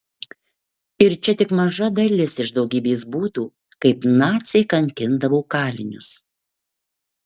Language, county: Lithuanian, Marijampolė